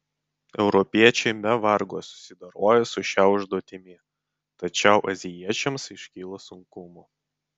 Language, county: Lithuanian, Vilnius